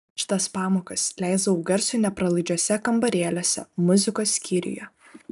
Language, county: Lithuanian, Kaunas